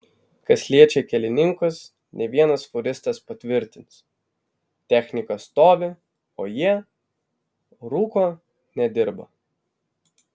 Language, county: Lithuanian, Vilnius